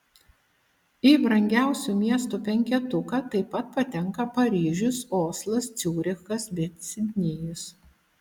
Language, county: Lithuanian, Utena